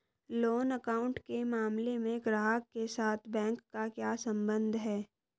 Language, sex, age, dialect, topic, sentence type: Hindi, female, 25-30, Hindustani Malvi Khadi Boli, banking, question